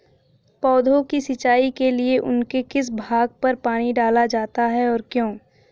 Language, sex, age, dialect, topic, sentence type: Hindi, female, 25-30, Hindustani Malvi Khadi Boli, agriculture, question